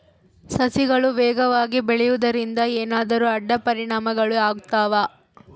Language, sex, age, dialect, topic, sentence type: Kannada, female, 18-24, Central, agriculture, question